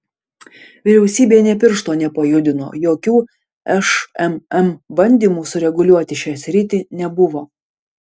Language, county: Lithuanian, Panevėžys